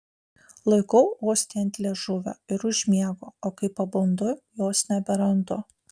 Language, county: Lithuanian, Panevėžys